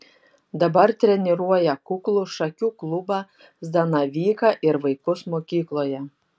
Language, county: Lithuanian, Šiauliai